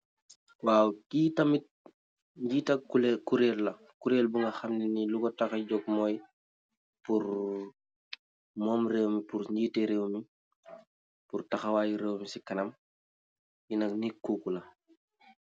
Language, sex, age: Wolof, male, 18-24